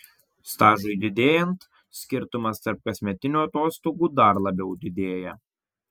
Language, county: Lithuanian, Vilnius